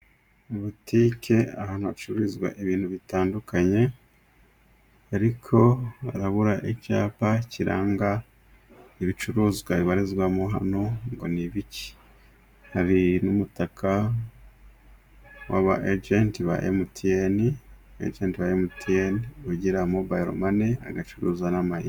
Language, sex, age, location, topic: Kinyarwanda, male, 36-49, Musanze, finance